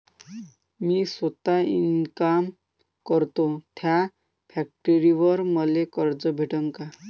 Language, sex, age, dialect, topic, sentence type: Marathi, male, 18-24, Varhadi, banking, question